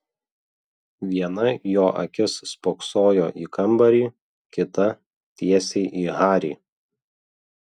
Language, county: Lithuanian, Vilnius